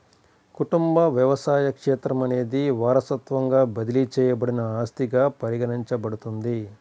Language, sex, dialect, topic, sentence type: Telugu, male, Central/Coastal, agriculture, statement